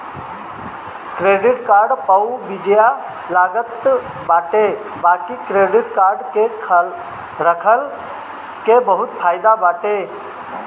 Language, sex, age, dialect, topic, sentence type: Bhojpuri, male, 60-100, Northern, banking, statement